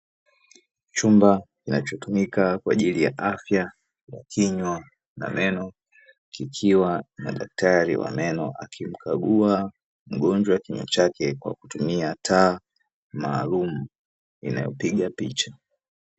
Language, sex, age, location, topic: Swahili, male, 36-49, Dar es Salaam, health